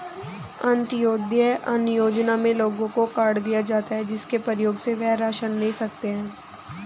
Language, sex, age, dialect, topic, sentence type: Hindi, female, 18-24, Hindustani Malvi Khadi Boli, agriculture, statement